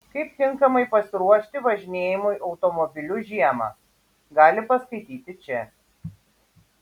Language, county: Lithuanian, Šiauliai